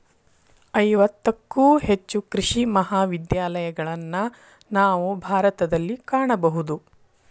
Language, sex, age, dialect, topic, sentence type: Kannada, female, 41-45, Dharwad Kannada, agriculture, statement